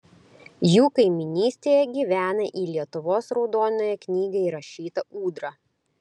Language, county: Lithuanian, Klaipėda